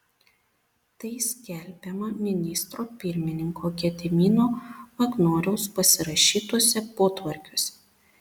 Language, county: Lithuanian, Panevėžys